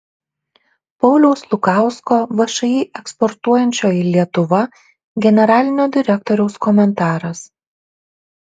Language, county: Lithuanian, Šiauliai